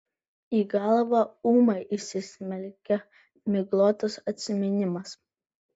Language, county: Lithuanian, Vilnius